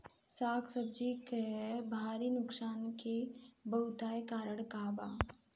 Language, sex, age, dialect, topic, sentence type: Bhojpuri, female, 31-35, Southern / Standard, agriculture, question